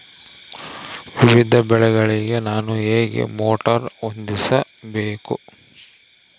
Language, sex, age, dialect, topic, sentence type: Kannada, male, 36-40, Central, agriculture, question